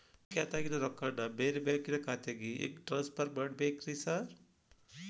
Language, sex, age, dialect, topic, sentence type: Kannada, male, 51-55, Dharwad Kannada, banking, question